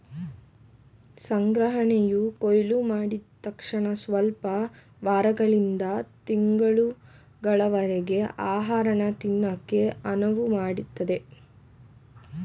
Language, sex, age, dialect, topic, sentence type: Kannada, female, 18-24, Mysore Kannada, agriculture, statement